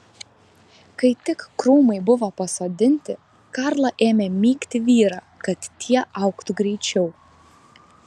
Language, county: Lithuanian, Vilnius